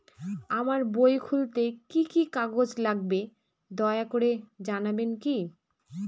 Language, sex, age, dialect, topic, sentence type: Bengali, female, 36-40, Northern/Varendri, banking, question